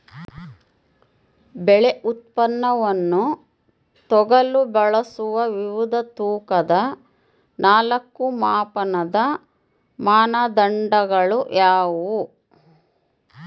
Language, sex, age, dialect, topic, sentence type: Kannada, female, 51-55, Central, agriculture, question